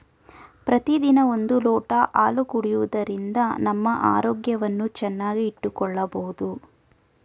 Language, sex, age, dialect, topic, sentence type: Kannada, female, 25-30, Mysore Kannada, agriculture, statement